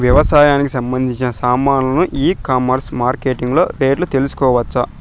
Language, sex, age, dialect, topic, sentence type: Telugu, male, 18-24, Southern, agriculture, question